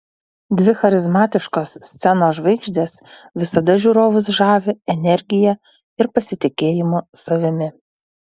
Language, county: Lithuanian, Utena